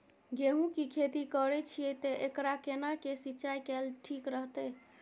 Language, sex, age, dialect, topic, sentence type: Maithili, female, 18-24, Bajjika, agriculture, question